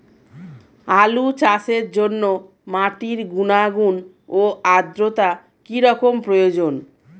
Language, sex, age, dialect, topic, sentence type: Bengali, female, 36-40, Standard Colloquial, agriculture, question